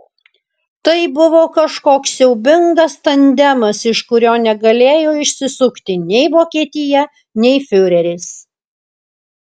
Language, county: Lithuanian, Alytus